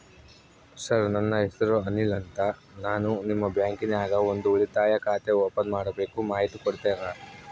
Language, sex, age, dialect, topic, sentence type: Kannada, male, 25-30, Central, banking, question